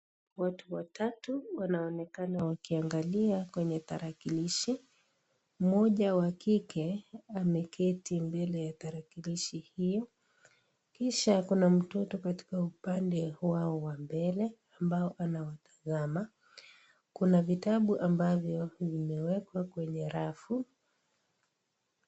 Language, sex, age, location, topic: Swahili, female, 36-49, Kisii, government